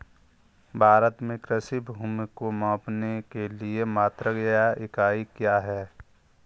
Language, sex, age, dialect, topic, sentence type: Hindi, male, 51-55, Kanauji Braj Bhasha, agriculture, question